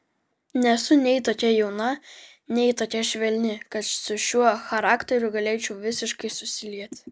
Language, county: Lithuanian, Vilnius